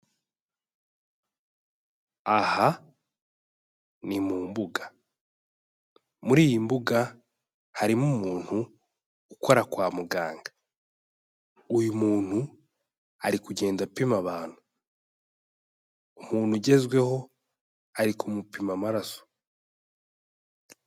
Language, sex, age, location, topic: Kinyarwanda, male, 18-24, Kigali, health